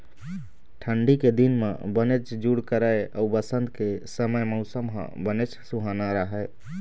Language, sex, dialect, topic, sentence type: Chhattisgarhi, male, Eastern, agriculture, statement